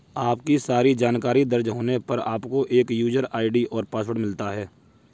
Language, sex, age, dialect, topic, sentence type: Hindi, male, 56-60, Kanauji Braj Bhasha, banking, statement